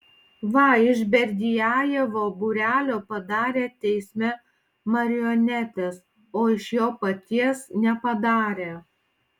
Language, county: Lithuanian, Panevėžys